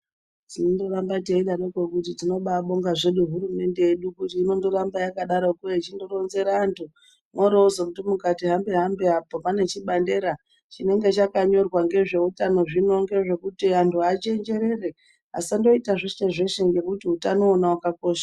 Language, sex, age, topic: Ndau, male, 18-24, health